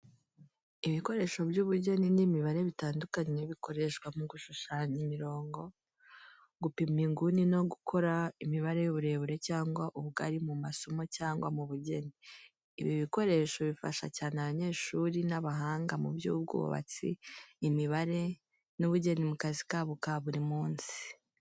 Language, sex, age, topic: Kinyarwanda, female, 25-35, education